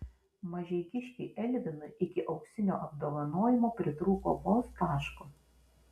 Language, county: Lithuanian, Vilnius